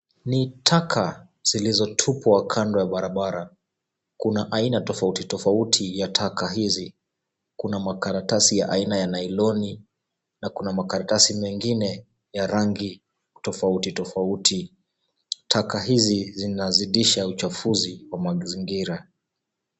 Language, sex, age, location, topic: Swahili, male, 36-49, Kisumu, government